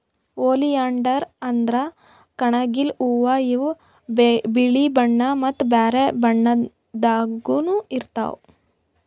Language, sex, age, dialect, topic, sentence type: Kannada, female, 25-30, Northeastern, agriculture, statement